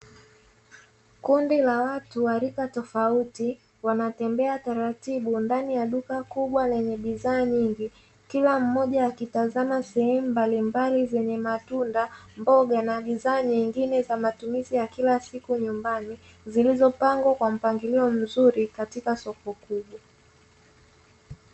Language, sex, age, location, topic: Swahili, female, 18-24, Dar es Salaam, finance